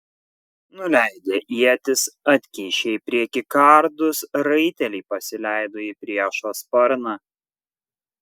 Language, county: Lithuanian, Kaunas